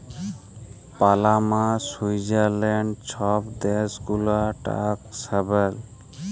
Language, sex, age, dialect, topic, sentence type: Bengali, male, 18-24, Jharkhandi, banking, statement